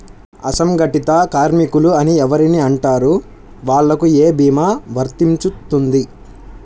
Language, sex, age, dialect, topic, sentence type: Telugu, male, 25-30, Central/Coastal, banking, question